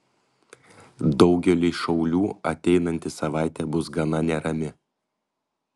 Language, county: Lithuanian, Panevėžys